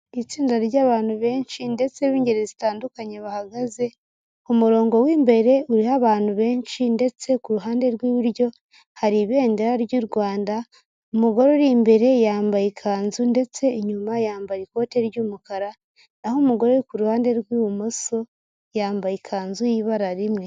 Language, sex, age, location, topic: Kinyarwanda, female, 18-24, Huye, health